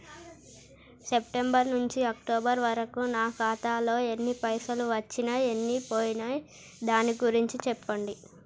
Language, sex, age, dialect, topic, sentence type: Telugu, male, 51-55, Telangana, banking, question